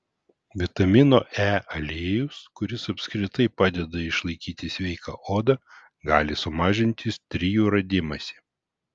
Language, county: Lithuanian, Vilnius